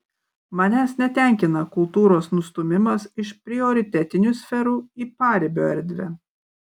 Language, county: Lithuanian, Kaunas